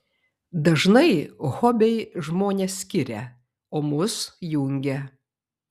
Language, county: Lithuanian, Vilnius